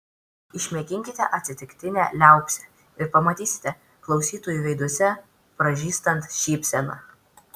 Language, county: Lithuanian, Vilnius